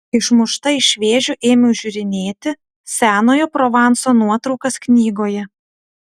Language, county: Lithuanian, Utena